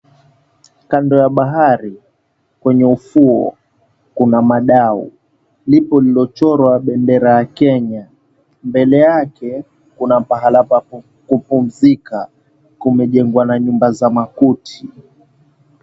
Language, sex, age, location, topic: Swahili, male, 18-24, Mombasa, government